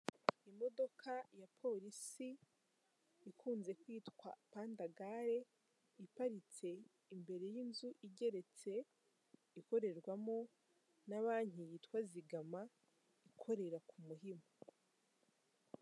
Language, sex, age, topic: Kinyarwanda, female, 18-24, government